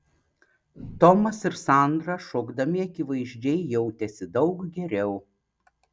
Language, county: Lithuanian, Panevėžys